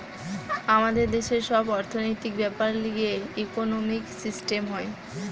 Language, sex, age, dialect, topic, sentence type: Bengali, female, 18-24, Western, banking, statement